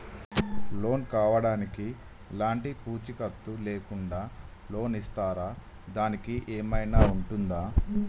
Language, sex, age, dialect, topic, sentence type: Telugu, male, 25-30, Telangana, banking, question